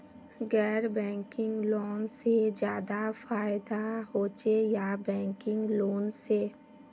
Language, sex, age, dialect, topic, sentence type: Magahi, female, 25-30, Northeastern/Surjapuri, banking, question